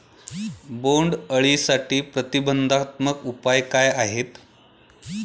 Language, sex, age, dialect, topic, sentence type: Marathi, male, 41-45, Standard Marathi, agriculture, question